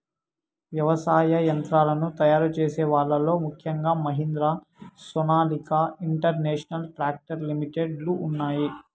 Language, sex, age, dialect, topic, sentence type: Telugu, male, 18-24, Southern, agriculture, statement